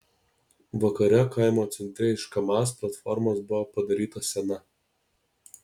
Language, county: Lithuanian, Alytus